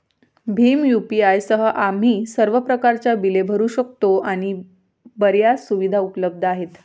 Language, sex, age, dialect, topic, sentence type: Marathi, female, 25-30, Varhadi, banking, statement